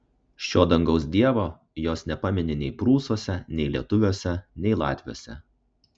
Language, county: Lithuanian, Kaunas